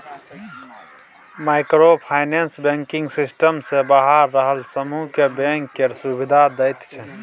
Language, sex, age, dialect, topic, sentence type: Maithili, male, 31-35, Bajjika, banking, statement